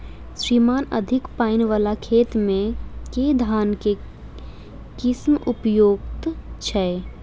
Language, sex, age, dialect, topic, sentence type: Maithili, female, 25-30, Southern/Standard, agriculture, question